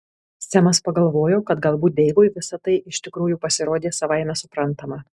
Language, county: Lithuanian, Kaunas